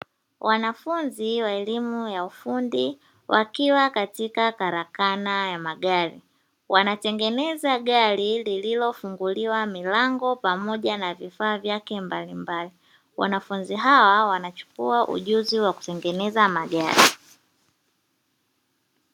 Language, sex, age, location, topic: Swahili, female, 18-24, Dar es Salaam, education